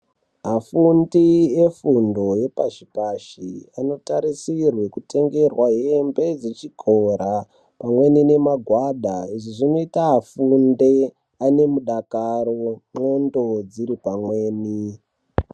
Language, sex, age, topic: Ndau, male, 36-49, education